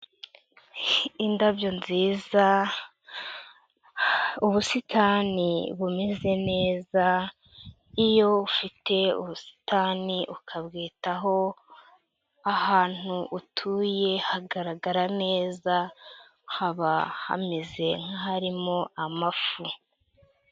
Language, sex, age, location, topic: Kinyarwanda, female, 25-35, Huye, agriculture